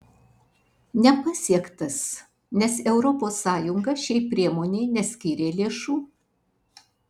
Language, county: Lithuanian, Alytus